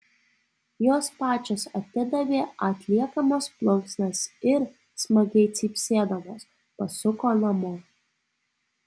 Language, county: Lithuanian, Alytus